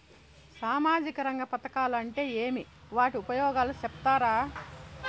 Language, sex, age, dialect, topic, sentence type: Telugu, female, 31-35, Southern, banking, question